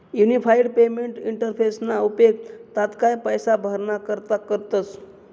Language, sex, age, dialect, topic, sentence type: Marathi, male, 25-30, Northern Konkan, banking, statement